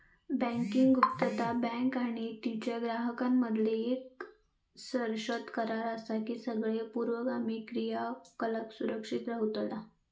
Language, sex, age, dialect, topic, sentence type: Marathi, female, 25-30, Southern Konkan, banking, statement